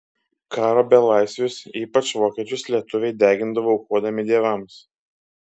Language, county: Lithuanian, Kaunas